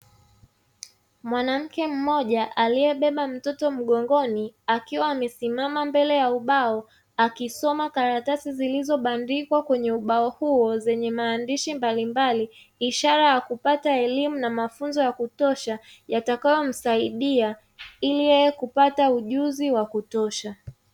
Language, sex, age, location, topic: Swahili, female, 25-35, Dar es Salaam, education